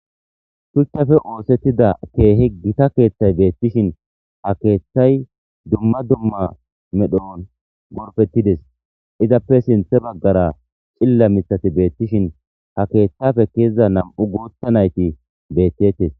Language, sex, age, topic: Gamo, male, 25-35, government